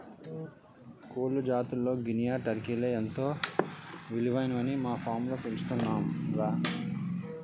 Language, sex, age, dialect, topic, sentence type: Telugu, male, 31-35, Utterandhra, agriculture, statement